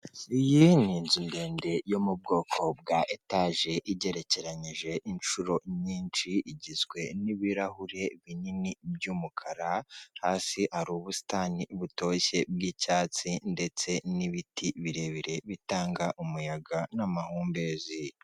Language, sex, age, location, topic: Kinyarwanda, female, 36-49, Kigali, finance